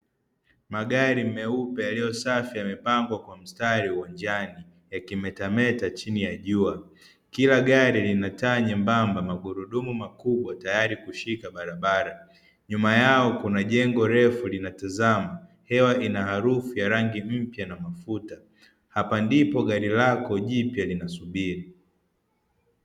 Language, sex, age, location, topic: Swahili, male, 50+, Dar es Salaam, finance